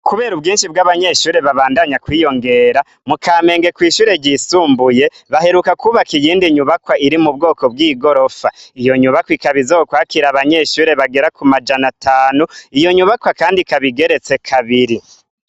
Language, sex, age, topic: Rundi, male, 25-35, education